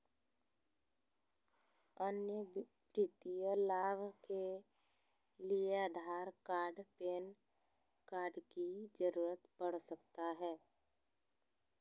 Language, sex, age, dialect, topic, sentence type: Magahi, female, 60-100, Southern, banking, question